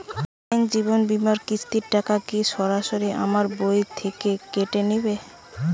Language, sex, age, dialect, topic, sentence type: Bengali, female, 18-24, Western, banking, question